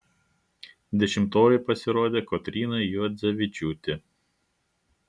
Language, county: Lithuanian, Klaipėda